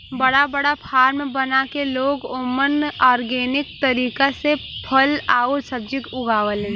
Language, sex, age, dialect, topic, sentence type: Bhojpuri, female, 18-24, Western, agriculture, statement